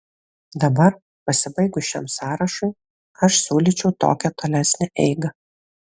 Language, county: Lithuanian, Vilnius